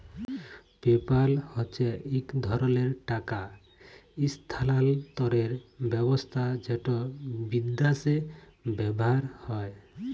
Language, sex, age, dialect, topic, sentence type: Bengali, male, 25-30, Jharkhandi, banking, statement